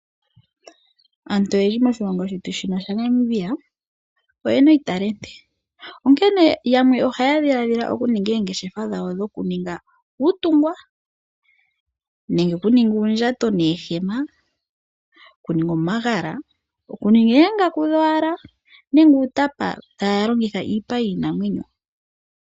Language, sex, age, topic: Oshiwambo, female, 18-24, finance